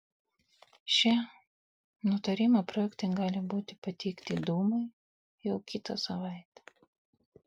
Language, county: Lithuanian, Vilnius